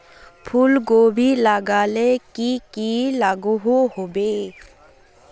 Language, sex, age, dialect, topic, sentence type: Magahi, female, 41-45, Northeastern/Surjapuri, agriculture, question